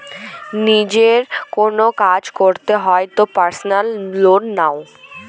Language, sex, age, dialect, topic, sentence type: Bengali, female, 18-24, Northern/Varendri, banking, statement